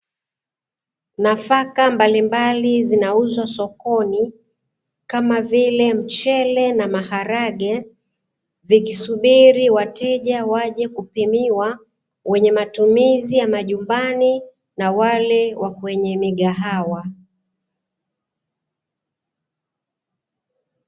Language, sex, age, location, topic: Swahili, female, 25-35, Dar es Salaam, finance